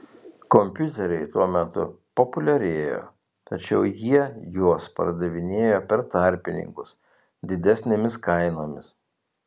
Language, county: Lithuanian, Telšiai